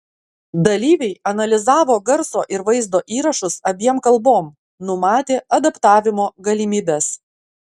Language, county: Lithuanian, Klaipėda